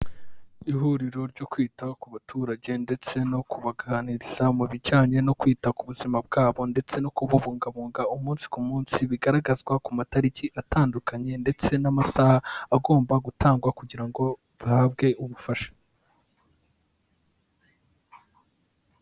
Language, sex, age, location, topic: Kinyarwanda, male, 18-24, Kigali, health